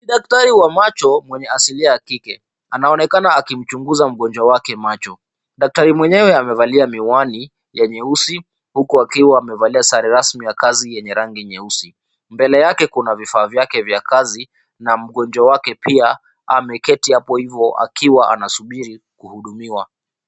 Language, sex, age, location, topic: Swahili, male, 36-49, Kisumu, health